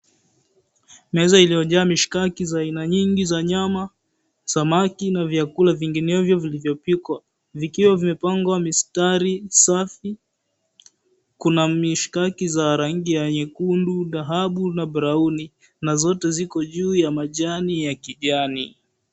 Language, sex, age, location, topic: Swahili, male, 18-24, Mombasa, agriculture